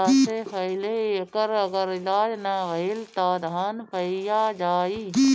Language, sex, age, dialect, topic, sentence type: Bhojpuri, female, 18-24, Northern, agriculture, statement